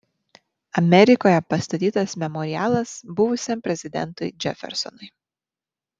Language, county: Lithuanian, Marijampolė